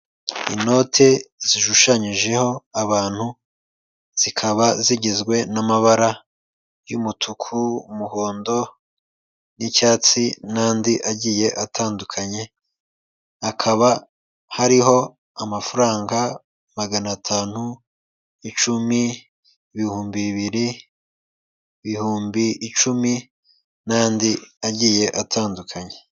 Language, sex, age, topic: Kinyarwanda, male, 25-35, finance